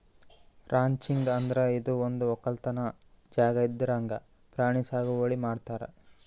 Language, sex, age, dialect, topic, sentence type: Kannada, male, 25-30, Northeastern, agriculture, statement